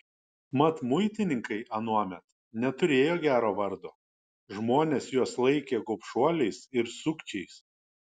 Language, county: Lithuanian, Kaunas